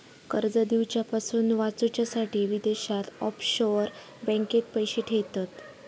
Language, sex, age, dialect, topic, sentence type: Marathi, female, 25-30, Southern Konkan, banking, statement